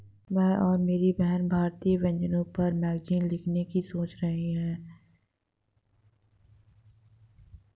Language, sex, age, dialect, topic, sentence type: Hindi, female, 25-30, Hindustani Malvi Khadi Boli, banking, statement